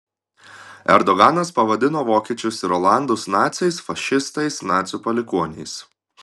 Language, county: Lithuanian, Klaipėda